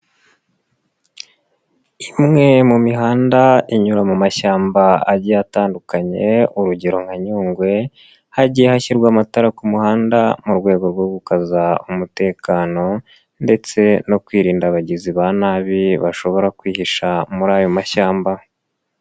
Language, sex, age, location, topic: Kinyarwanda, male, 18-24, Nyagatare, agriculture